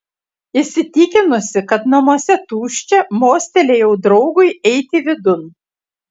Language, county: Lithuanian, Utena